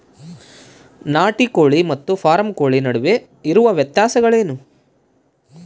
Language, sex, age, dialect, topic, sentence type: Kannada, male, 31-35, Central, agriculture, question